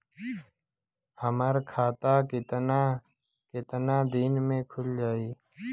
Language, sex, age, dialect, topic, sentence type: Bhojpuri, male, 18-24, Western, banking, question